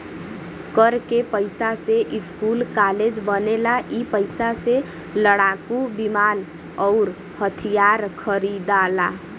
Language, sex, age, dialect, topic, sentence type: Bhojpuri, female, 18-24, Western, banking, statement